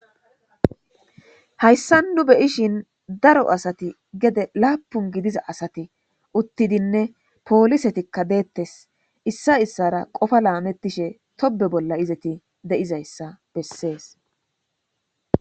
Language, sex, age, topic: Gamo, female, 25-35, government